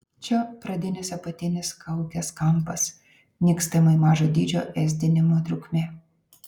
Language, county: Lithuanian, Vilnius